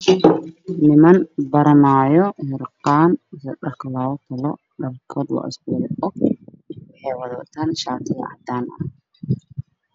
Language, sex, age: Somali, male, 18-24